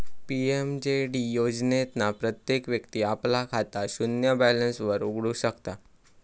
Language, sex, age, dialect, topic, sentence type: Marathi, male, 18-24, Southern Konkan, banking, statement